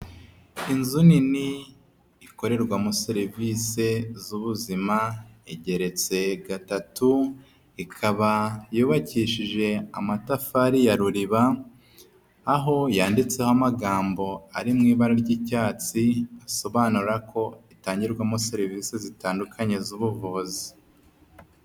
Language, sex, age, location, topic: Kinyarwanda, male, 25-35, Huye, health